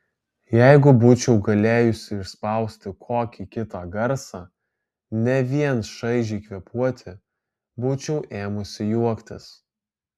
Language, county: Lithuanian, Alytus